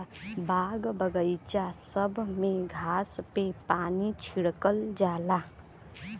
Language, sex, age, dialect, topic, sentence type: Bhojpuri, female, 18-24, Western, agriculture, statement